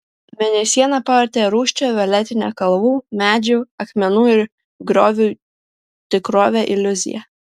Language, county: Lithuanian, Vilnius